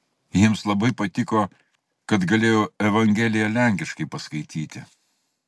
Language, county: Lithuanian, Klaipėda